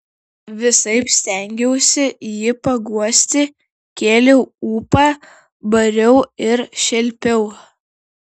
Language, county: Lithuanian, Šiauliai